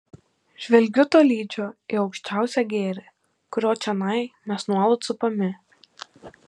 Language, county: Lithuanian, Panevėžys